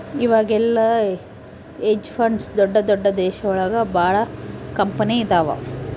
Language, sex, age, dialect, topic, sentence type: Kannada, female, 18-24, Central, banking, statement